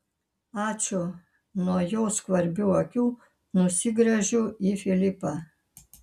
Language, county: Lithuanian, Kaunas